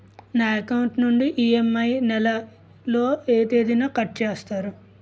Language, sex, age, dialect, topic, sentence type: Telugu, male, 25-30, Utterandhra, banking, question